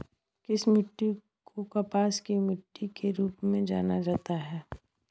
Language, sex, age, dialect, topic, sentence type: Hindi, male, 18-24, Hindustani Malvi Khadi Boli, agriculture, question